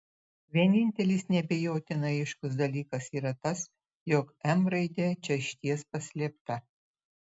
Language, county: Lithuanian, Utena